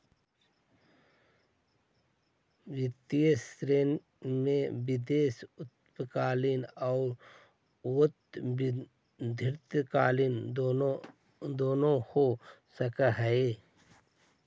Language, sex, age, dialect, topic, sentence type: Magahi, male, 41-45, Central/Standard, banking, statement